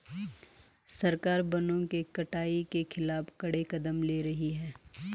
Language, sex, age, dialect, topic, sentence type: Hindi, female, 41-45, Garhwali, agriculture, statement